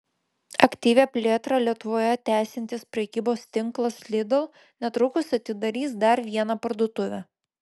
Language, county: Lithuanian, Vilnius